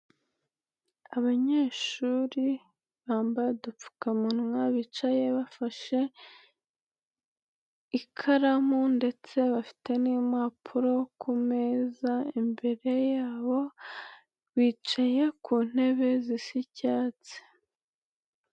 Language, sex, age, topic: Kinyarwanda, female, 18-24, education